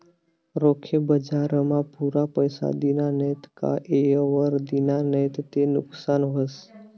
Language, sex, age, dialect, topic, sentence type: Marathi, male, 18-24, Northern Konkan, banking, statement